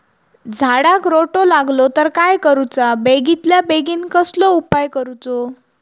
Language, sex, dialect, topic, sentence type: Marathi, female, Southern Konkan, agriculture, question